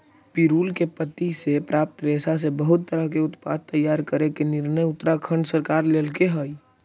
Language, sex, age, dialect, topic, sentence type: Magahi, male, 18-24, Central/Standard, agriculture, statement